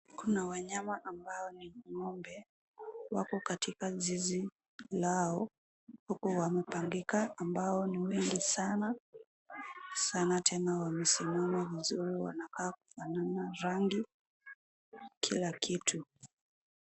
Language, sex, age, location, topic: Swahili, female, 18-24, Nairobi, agriculture